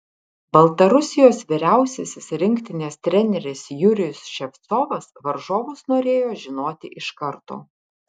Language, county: Lithuanian, Kaunas